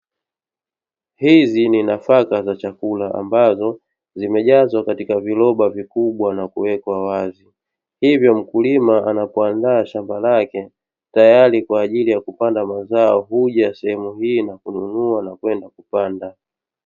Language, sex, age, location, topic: Swahili, male, 25-35, Dar es Salaam, agriculture